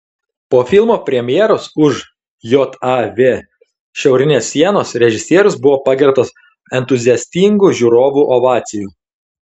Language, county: Lithuanian, Telšiai